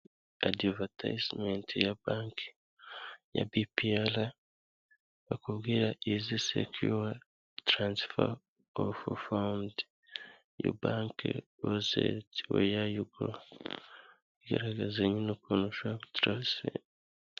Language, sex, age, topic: Kinyarwanda, male, 25-35, finance